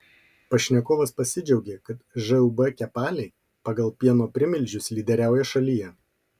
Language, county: Lithuanian, Marijampolė